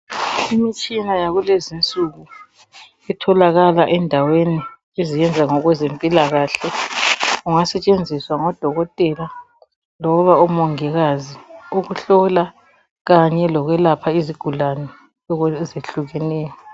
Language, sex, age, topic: North Ndebele, female, 36-49, health